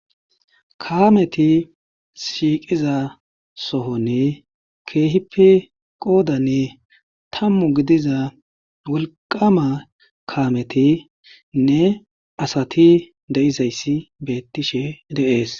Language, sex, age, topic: Gamo, male, 25-35, government